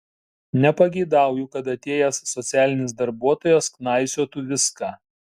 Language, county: Lithuanian, Šiauliai